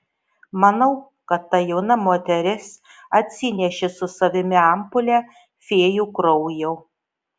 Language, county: Lithuanian, Šiauliai